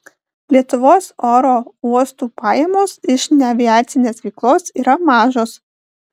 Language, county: Lithuanian, Panevėžys